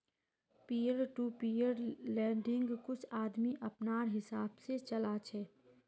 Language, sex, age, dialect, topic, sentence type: Magahi, female, 25-30, Northeastern/Surjapuri, banking, statement